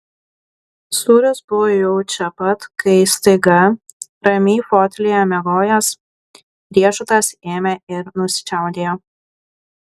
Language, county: Lithuanian, Klaipėda